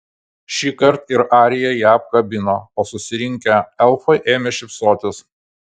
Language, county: Lithuanian, Kaunas